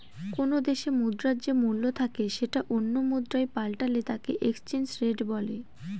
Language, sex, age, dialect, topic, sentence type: Bengali, female, 18-24, Northern/Varendri, banking, statement